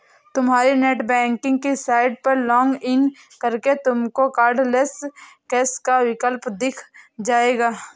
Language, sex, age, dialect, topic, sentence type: Hindi, female, 18-24, Marwari Dhudhari, banking, statement